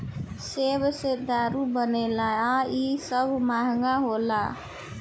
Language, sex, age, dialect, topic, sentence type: Bhojpuri, female, 18-24, Southern / Standard, agriculture, statement